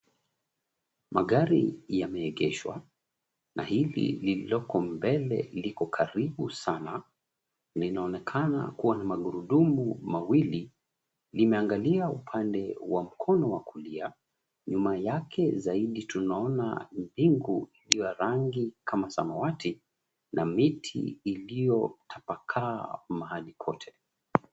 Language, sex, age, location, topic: Swahili, male, 36-49, Mombasa, finance